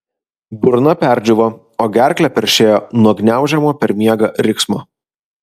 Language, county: Lithuanian, Vilnius